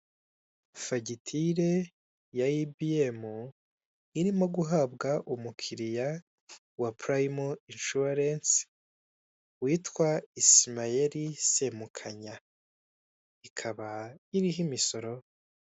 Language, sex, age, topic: Kinyarwanda, male, 25-35, finance